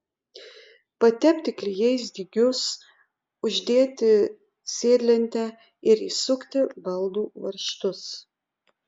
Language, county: Lithuanian, Utena